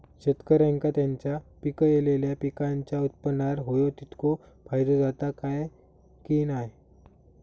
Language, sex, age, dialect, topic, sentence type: Marathi, male, 25-30, Southern Konkan, agriculture, question